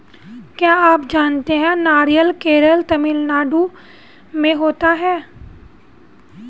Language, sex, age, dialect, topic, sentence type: Hindi, female, 31-35, Hindustani Malvi Khadi Boli, agriculture, statement